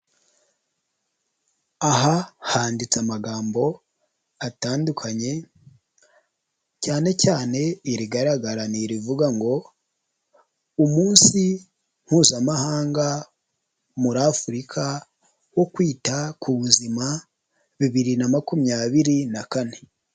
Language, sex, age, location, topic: Kinyarwanda, male, 25-35, Huye, health